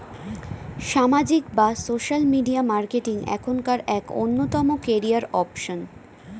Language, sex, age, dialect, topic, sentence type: Bengali, female, 25-30, Standard Colloquial, banking, statement